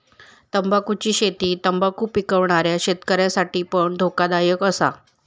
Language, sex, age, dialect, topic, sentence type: Marathi, female, 25-30, Southern Konkan, agriculture, statement